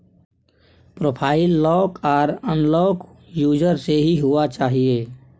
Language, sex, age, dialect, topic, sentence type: Maithili, male, 18-24, Bajjika, banking, question